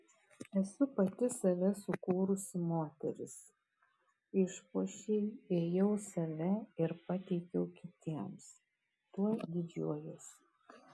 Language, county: Lithuanian, Kaunas